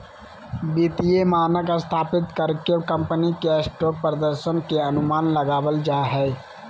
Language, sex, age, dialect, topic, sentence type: Magahi, male, 18-24, Southern, banking, statement